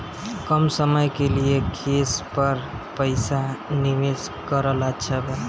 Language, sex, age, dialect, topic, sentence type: Bhojpuri, male, 25-30, Northern, banking, question